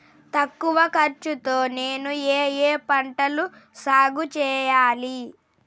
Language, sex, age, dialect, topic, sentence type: Telugu, female, 31-35, Telangana, agriculture, question